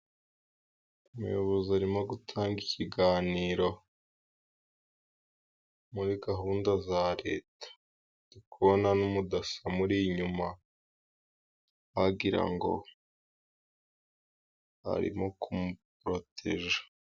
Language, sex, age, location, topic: Kinyarwanda, female, 18-24, Musanze, government